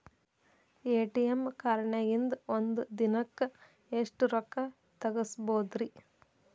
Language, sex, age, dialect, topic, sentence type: Kannada, female, 36-40, Dharwad Kannada, banking, question